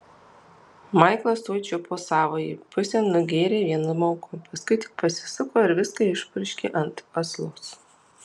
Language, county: Lithuanian, Alytus